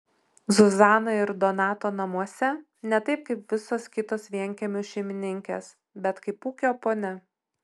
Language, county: Lithuanian, Utena